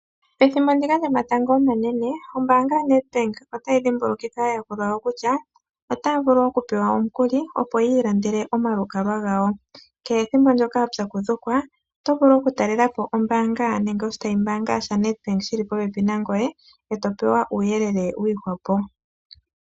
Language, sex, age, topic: Oshiwambo, male, 25-35, finance